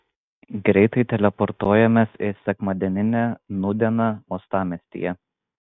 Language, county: Lithuanian, Vilnius